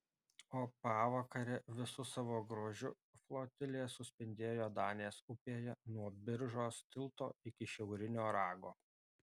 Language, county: Lithuanian, Alytus